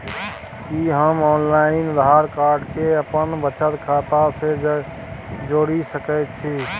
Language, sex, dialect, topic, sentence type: Maithili, male, Bajjika, banking, question